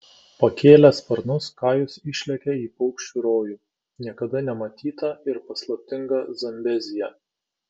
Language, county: Lithuanian, Kaunas